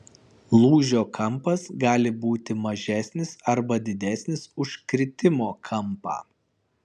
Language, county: Lithuanian, Kaunas